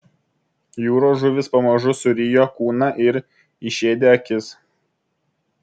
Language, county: Lithuanian, Vilnius